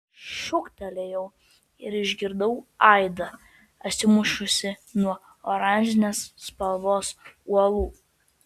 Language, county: Lithuanian, Vilnius